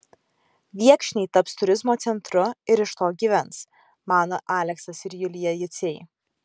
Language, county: Lithuanian, Kaunas